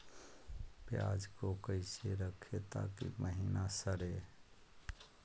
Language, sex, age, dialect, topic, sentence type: Magahi, male, 25-30, Southern, agriculture, question